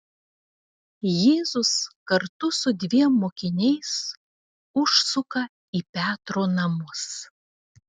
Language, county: Lithuanian, Telšiai